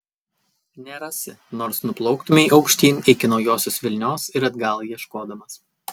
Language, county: Lithuanian, Kaunas